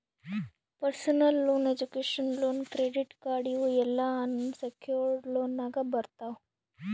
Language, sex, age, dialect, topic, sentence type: Kannada, female, 18-24, Northeastern, banking, statement